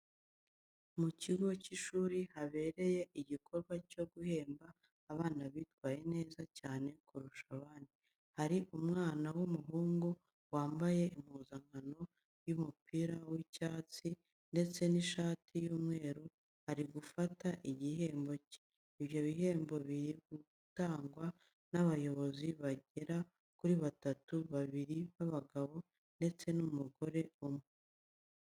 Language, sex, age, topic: Kinyarwanda, female, 25-35, education